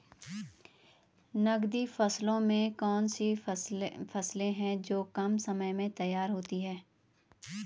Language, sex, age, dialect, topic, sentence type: Hindi, female, 25-30, Garhwali, agriculture, question